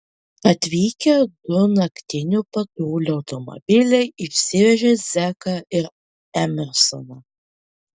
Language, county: Lithuanian, Panevėžys